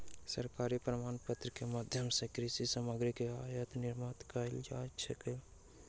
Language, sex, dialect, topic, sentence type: Maithili, male, Southern/Standard, agriculture, statement